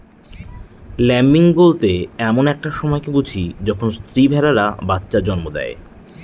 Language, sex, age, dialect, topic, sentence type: Bengali, male, 31-35, Northern/Varendri, agriculture, statement